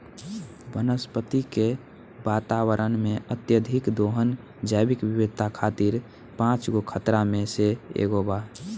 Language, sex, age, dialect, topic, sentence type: Bhojpuri, male, 18-24, Southern / Standard, agriculture, statement